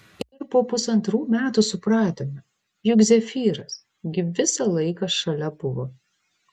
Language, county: Lithuanian, Vilnius